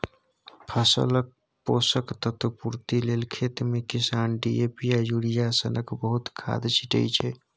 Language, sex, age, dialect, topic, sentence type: Maithili, male, 18-24, Bajjika, agriculture, statement